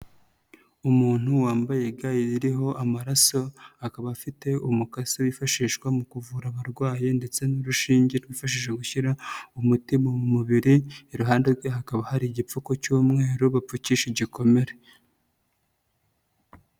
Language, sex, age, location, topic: Kinyarwanda, female, 25-35, Nyagatare, health